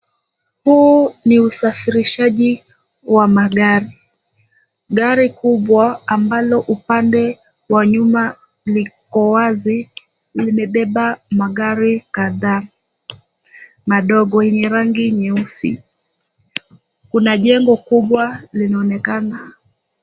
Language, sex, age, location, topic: Swahili, female, 18-24, Nairobi, finance